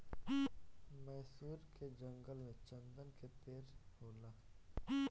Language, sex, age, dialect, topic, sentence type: Bhojpuri, male, 18-24, Northern, agriculture, statement